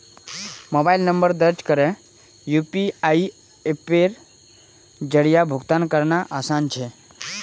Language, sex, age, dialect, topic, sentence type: Magahi, male, 18-24, Northeastern/Surjapuri, banking, statement